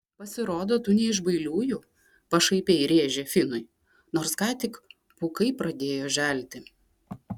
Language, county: Lithuanian, Klaipėda